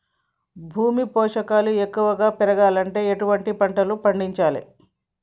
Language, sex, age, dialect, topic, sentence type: Telugu, female, 46-50, Telangana, agriculture, question